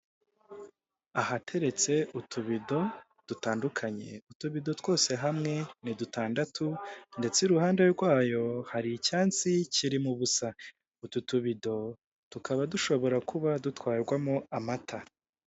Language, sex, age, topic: Kinyarwanda, male, 25-35, finance